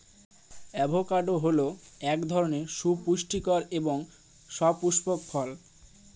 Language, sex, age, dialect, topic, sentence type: Bengali, male, 18-24, Northern/Varendri, agriculture, statement